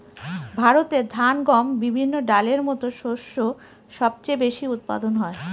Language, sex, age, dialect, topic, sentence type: Bengali, female, 36-40, Northern/Varendri, agriculture, statement